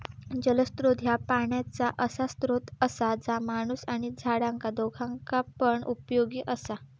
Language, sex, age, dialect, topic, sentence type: Marathi, female, 18-24, Southern Konkan, agriculture, statement